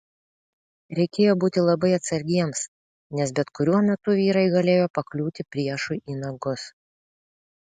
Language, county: Lithuanian, Vilnius